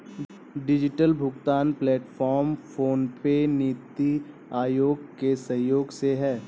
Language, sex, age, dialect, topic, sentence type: Hindi, male, 18-24, Hindustani Malvi Khadi Boli, banking, statement